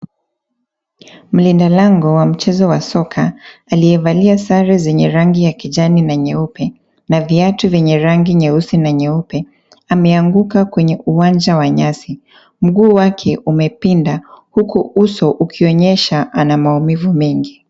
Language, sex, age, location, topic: Swahili, female, 25-35, Nairobi, health